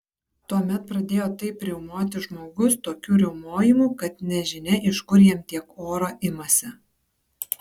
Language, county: Lithuanian, Kaunas